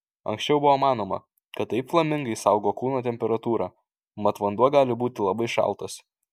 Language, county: Lithuanian, Kaunas